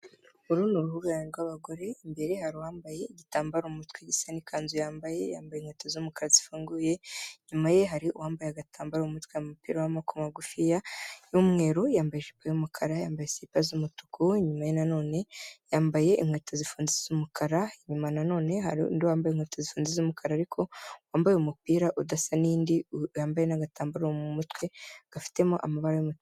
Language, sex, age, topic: Kinyarwanda, female, 18-24, health